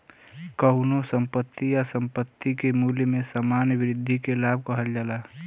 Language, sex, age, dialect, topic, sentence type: Bhojpuri, male, 25-30, Western, banking, statement